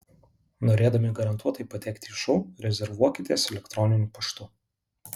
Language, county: Lithuanian, Alytus